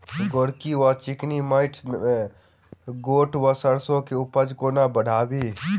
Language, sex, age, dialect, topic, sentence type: Maithili, male, 18-24, Southern/Standard, agriculture, question